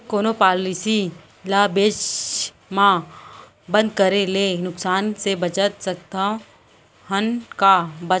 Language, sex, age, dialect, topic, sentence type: Chhattisgarhi, female, 25-30, Central, banking, question